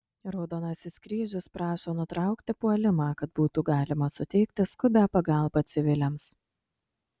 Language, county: Lithuanian, Kaunas